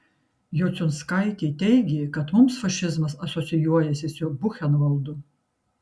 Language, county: Lithuanian, Kaunas